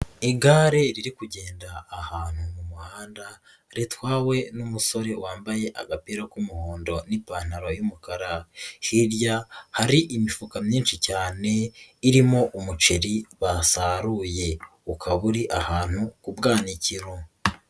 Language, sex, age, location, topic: Kinyarwanda, female, 18-24, Huye, agriculture